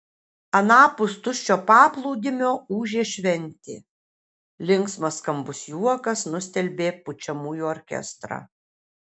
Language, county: Lithuanian, Kaunas